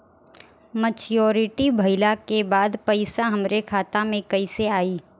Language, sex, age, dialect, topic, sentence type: Bhojpuri, female, 18-24, Southern / Standard, banking, question